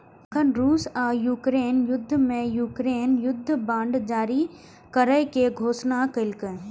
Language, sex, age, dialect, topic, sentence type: Maithili, female, 18-24, Eastern / Thethi, banking, statement